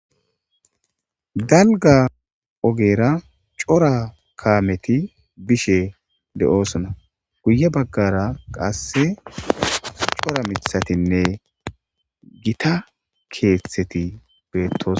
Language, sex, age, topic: Gamo, male, 25-35, government